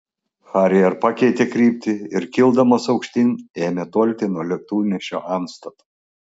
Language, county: Lithuanian, Klaipėda